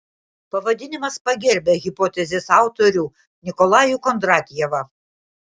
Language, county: Lithuanian, Klaipėda